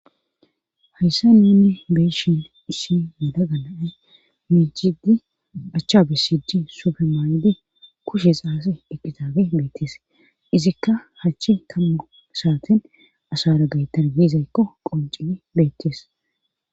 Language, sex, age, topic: Gamo, female, 18-24, government